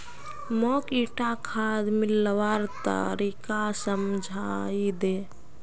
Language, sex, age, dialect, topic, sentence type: Magahi, female, 51-55, Northeastern/Surjapuri, agriculture, statement